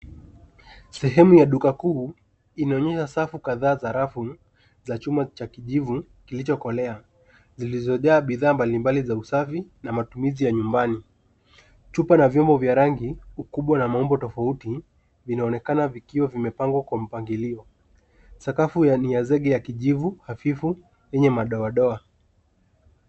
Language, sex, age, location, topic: Swahili, male, 18-24, Nairobi, finance